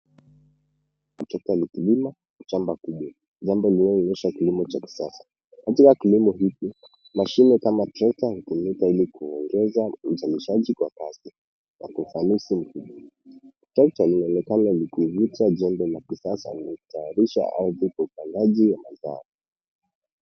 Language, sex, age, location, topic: Swahili, male, 18-24, Nairobi, agriculture